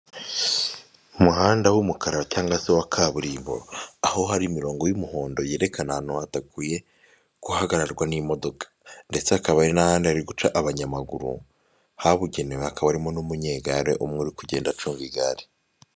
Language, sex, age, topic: Kinyarwanda, male, 18-24, government